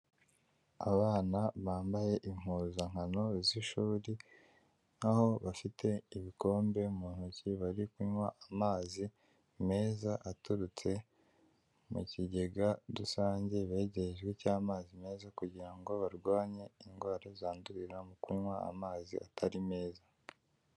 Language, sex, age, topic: Kinyarwanda, male, 18-24, health